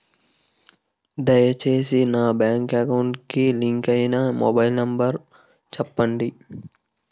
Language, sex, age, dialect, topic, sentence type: Telugu, male, 18-24, Utterandhra, banking, question